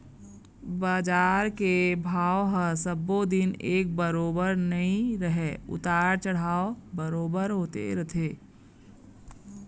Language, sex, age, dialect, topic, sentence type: Chhattisgarhi, female, 41-45, Eastern, banking, statement